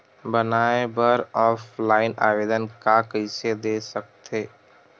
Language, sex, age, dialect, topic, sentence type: Chhattisgarhi, male, 18-24, Western/Budati/Khatahi, banking, question